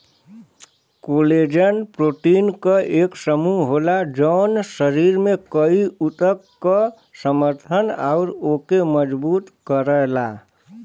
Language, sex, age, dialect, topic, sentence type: Bhojpuri, male, 25-30, Western, agriculture, statement